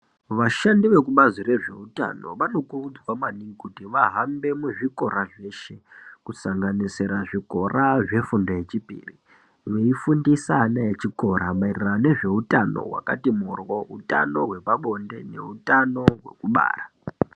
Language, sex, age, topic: Ndau, female, 50+, education